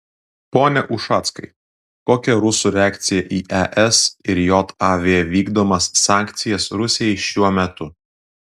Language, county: Lithuanian, Klaipėda